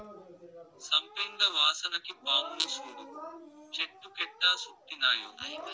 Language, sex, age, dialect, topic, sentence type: Telugu, male, 18-24, Southern, agriculture, statement